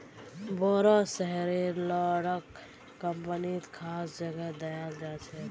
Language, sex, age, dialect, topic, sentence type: Magahi, female, 18-24, Northeastern/Surjapuri, banking, statement